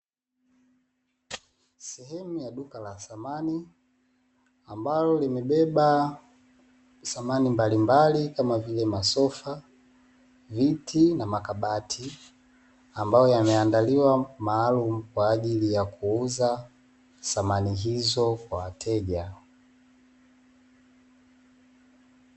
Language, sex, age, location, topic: Swahili, male, 18-24, Dar es Salaam, finance